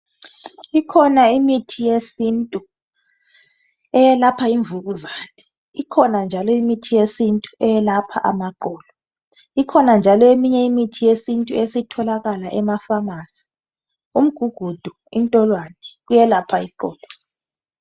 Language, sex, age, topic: North Ndebele, male, 25-35, health